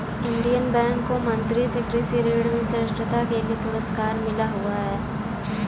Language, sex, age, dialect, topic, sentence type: Hindi, female, 18-24, Kanauji Braj Bhasha, banking, statement